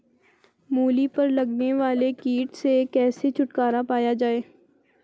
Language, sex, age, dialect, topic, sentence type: Hindi, female, 25-30, Garhwali, agriculture, question